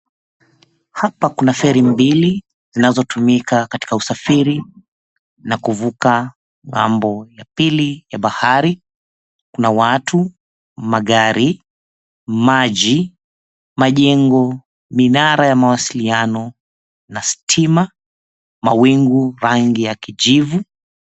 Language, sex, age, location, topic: Swahili, male, 36-49, Mombasa, government